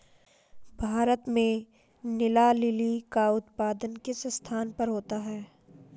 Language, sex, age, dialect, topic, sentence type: Hindi, female, 56-60, Marwari Dhudhari, agriculture, statement